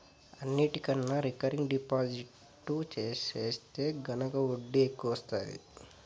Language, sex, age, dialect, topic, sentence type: Telugu, male, 18-24, Southern, banking, statement